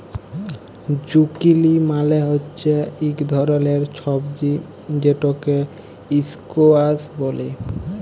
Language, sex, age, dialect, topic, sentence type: Bengali, male, 18-24, Jharkhandi, agriculture, statement